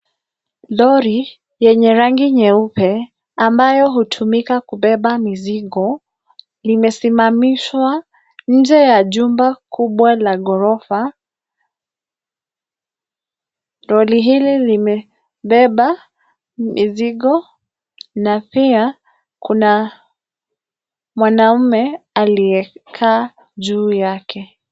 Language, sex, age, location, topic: Swahili, female, 25-35, Nairobi, government